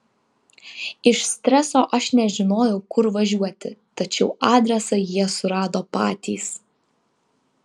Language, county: Lithuanian, Vilnius